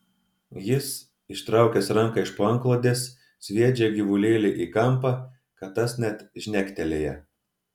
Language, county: Lithuanian, Telšiai